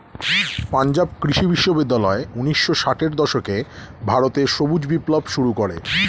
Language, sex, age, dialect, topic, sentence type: Bengali, male, 36-40, Standard Colloquial, agriculture, statement